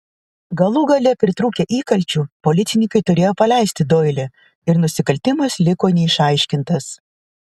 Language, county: Lithuanian, Vilnius